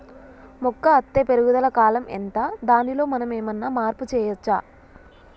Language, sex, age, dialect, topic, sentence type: Telugu, female, 25-30, Telangana, agriculture, question